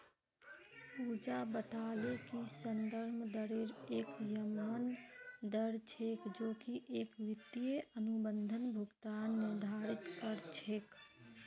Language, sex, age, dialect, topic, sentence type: Magahi, female, 18-24, Northeastern/Surjapuri, banking, statement